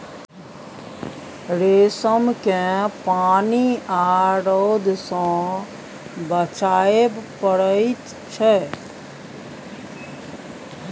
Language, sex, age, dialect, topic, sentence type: Maithili, female, 56-60, Bajjika, agriculture, statement